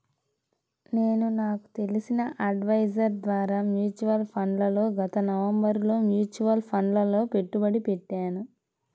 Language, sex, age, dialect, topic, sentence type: Telugu, female, 18-24, Central/Coastal, banking, statement